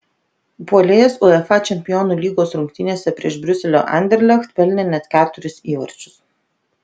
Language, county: Lithuanian, Vilnius